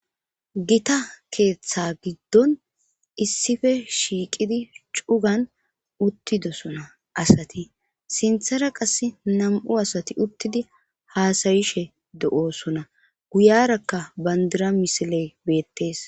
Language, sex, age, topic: Gamo, female, 25-35, government